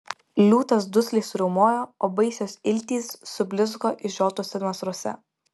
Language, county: Lithuanian, Vilnius